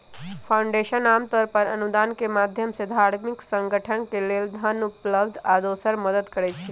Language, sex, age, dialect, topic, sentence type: Magahi, male, 18-24, Western, banking, statement